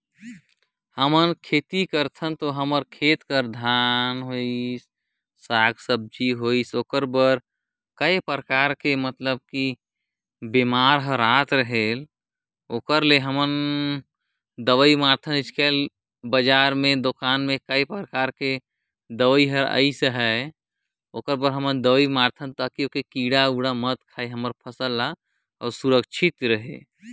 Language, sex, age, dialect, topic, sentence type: Chhattisgarhi, male, 18-24, Northern/Bhandar, agriculture, statement